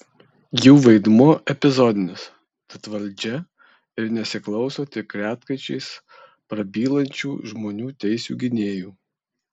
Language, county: Lithuanian, Kaunas